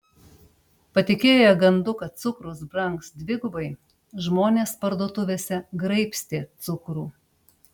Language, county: Lithuanian, Panevėžys